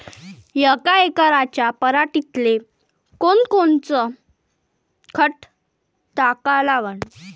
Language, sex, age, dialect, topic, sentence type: Marathi, female, 18-24, Varhadi, agriculture, question